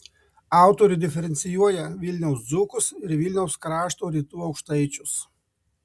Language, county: Lithuanian, Marijampolė